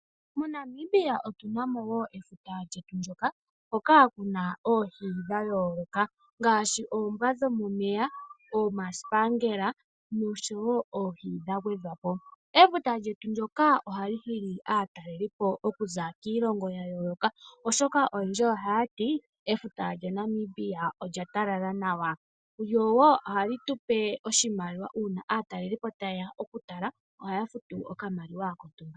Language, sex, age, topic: Oshiwambo, male, 25-35, agriculture